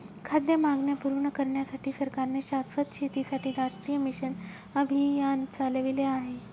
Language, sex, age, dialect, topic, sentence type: Marathi, female, 18-24, Northern Konkan, agriculture, statement